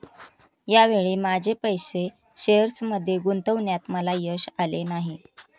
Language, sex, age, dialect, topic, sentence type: Marathi, female, 31-35, Standard Marathi, banking, statement